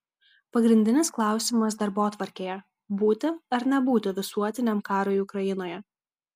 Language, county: Lithuanian, Kaunas